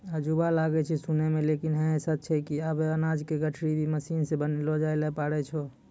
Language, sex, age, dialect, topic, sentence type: Maithili, male, 25-30, Angika, agriculture, statement